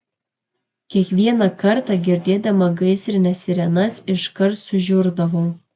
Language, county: Lithuanian, Kaunas